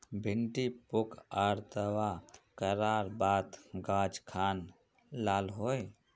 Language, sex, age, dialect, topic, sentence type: Magahi, male, 18-24, Northeastern/Surjapuri, agriculture, question